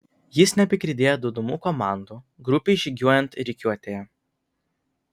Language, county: Lithuanian, Vilnius